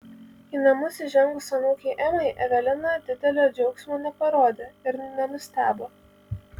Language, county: Lithuanian, Kaunas